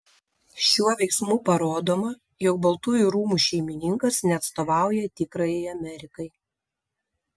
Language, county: Lithuanian, Vilnius